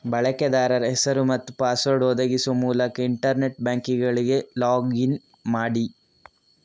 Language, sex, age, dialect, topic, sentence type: Kannada, male, 36-40, Coastal/Dakshin, banking, statement